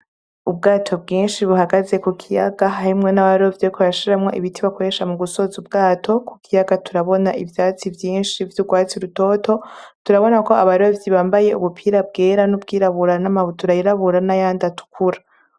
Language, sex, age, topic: Rundi, female, 18-24, agriculture